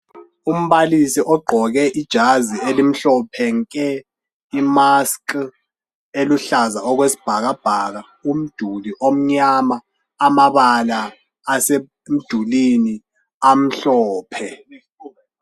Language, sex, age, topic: North Ndebele, male, 18-24, education